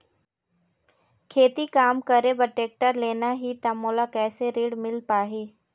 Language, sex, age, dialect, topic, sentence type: Chhattisgarhi, female, 18-24, Eastern, banking, question